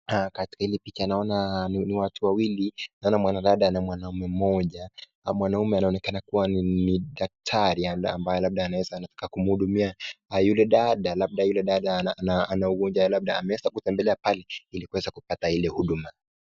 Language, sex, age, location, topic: Swahili, male, 18-24, Nakuru, health